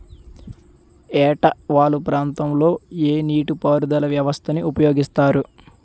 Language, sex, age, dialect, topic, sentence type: Telugu, male, 25-30, Utterandhra, agriculture, question